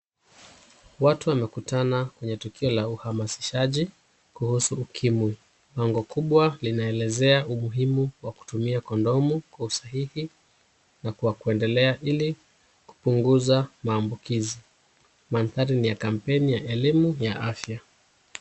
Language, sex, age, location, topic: Swahili, male, 36-49, Kisumu, health